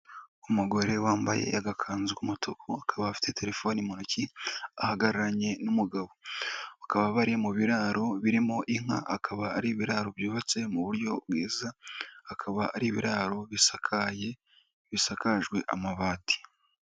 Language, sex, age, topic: Kinyarwanda, male, 18-24, agriculture